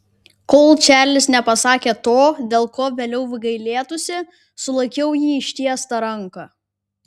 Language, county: Lithuanian, Vilnius